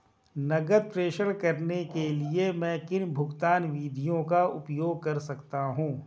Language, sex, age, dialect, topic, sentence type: Hindi, male, 36-40, Hindustani Malvi Khadi Boli, banking, question